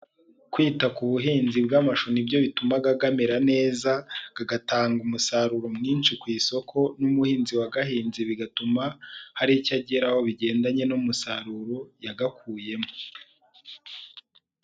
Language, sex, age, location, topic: Kinyarwanda, male, 18-24, Musanze, agriculture